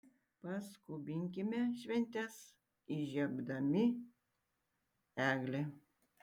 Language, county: Lithuanian, Tauragė